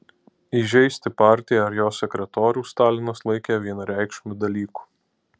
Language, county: Lithuanian, Alytus